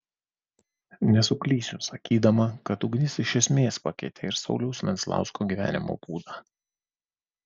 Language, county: Lithuanian, Vilnius